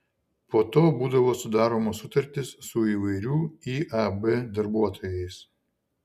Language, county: Lithuanian, Šiauliai